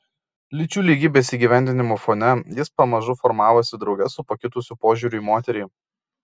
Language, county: Lithuanian, Kaunas